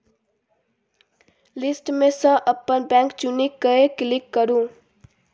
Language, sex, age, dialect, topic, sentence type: Maithili, female, 18-24, Bajjika, banking, statement